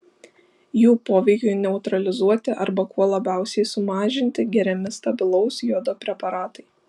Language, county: Lithuanian, Šiauliai